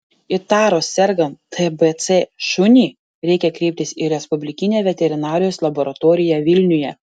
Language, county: Lithuanian, Panevėžys